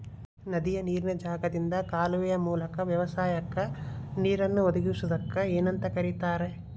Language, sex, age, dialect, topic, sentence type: Kannada, male, 31-35, Dharwad Kannada, agriculture, question